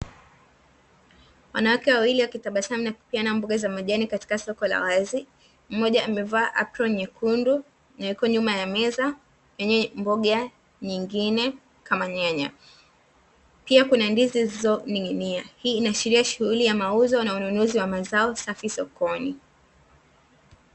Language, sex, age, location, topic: Swahili, female, 18-24, Dar es Salaam, finance